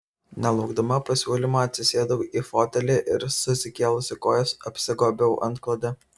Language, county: Lithuanian, Vilnius